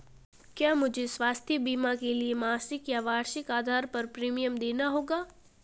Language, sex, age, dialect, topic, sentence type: Hindi, female, 18-24, Marwari Dhudhari, banking, question